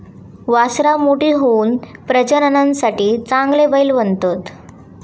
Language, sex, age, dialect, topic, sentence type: Marathi, female, 18-24, Southern Konkan, agriculture, statement